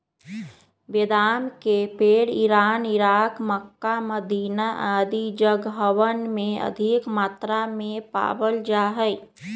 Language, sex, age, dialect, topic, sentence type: Magahi, female, 31-35, Western, agriculture, statement